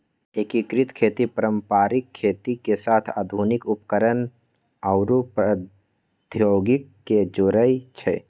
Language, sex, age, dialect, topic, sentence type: Magahi, male, 41-45, Western, agriculture, statement